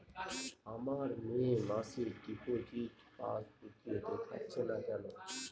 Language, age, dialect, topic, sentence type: Bengali, 60-100, Northern/Varendri, banking, question